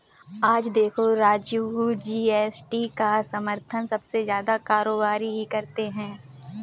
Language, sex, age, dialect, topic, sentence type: Hindi, female, 18-24, Kanauji Braj Bhasha, banking, statement